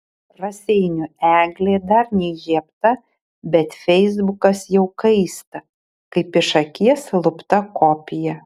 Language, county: Lithuanian, Šiauliai